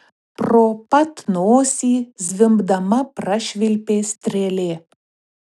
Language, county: Lithuanian, Telšiai